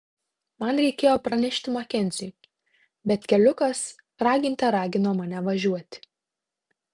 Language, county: Lithuanian, Tauragė